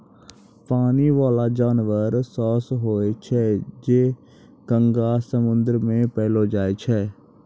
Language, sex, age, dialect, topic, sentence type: Maithili, male, 56-60, Angika, agriculture, statement